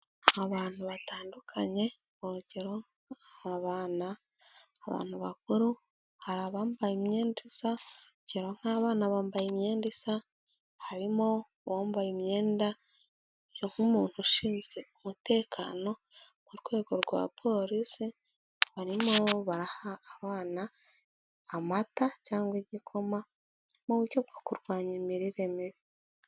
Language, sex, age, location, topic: Kinyarwanda, female, 18-24, Kigali, health